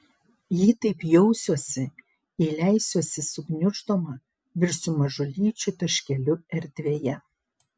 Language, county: Lithuanian, Panevėžys